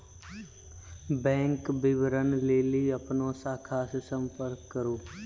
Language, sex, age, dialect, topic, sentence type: Maithili, male, 18-24, Angika, banking, statement